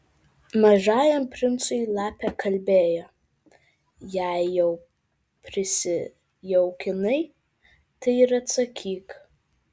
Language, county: Lithuanian, Vilnius